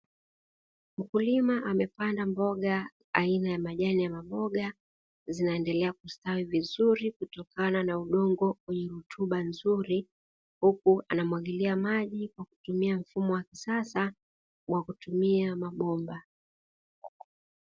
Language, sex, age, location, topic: Swahili, female, 36-49, Dar es Salaam, agriculture